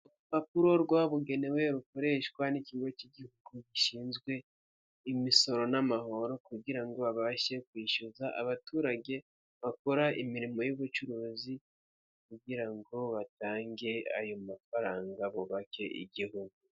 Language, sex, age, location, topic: Kinyarwanda, male, 50+, Kigali, finance